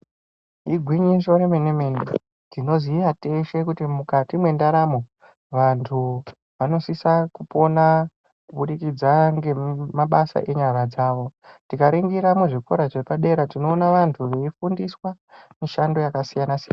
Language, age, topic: Ndau, 25-35, education